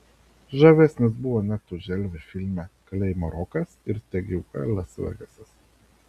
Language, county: Lithuanian, Vilnius